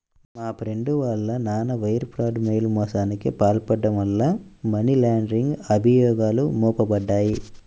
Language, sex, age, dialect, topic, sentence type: Telugu, male, 18-24, Central/Coastal, banking, statement